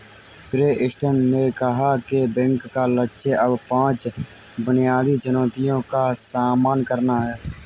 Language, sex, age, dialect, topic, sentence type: Hindi, male, 18-24, Kanauji Braj Bhasha, banking, statement